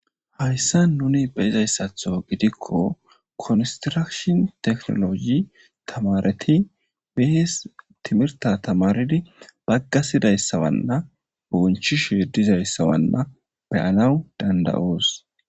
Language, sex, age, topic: Gamo, male, 18-24, government